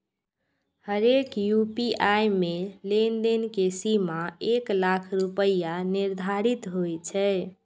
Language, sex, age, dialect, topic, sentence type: Maithili, female, 46-50, Eastern / Thethi, banking, statement